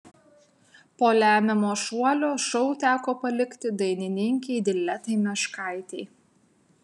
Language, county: Lithuanian, Utena